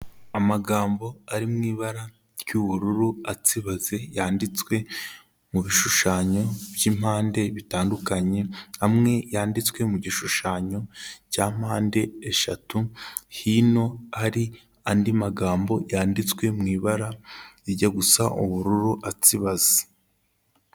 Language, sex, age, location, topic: Kinyarwanda, male, 18-24, Kigali, health